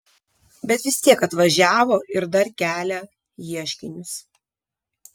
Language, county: Lithuanian, Vilnius